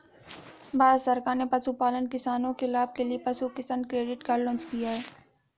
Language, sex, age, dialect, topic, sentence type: Hindi, female, 56-60, Awadhi Bundeli, agriculture, statement